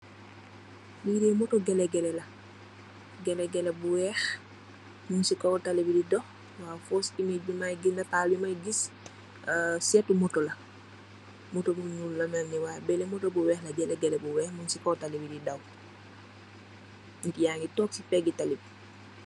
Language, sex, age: Wolof, female, 25-35